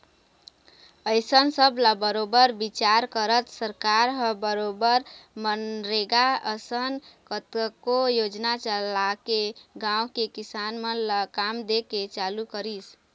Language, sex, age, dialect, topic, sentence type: Chhattisgarhi, female, 25-30, Eastern, banking, statement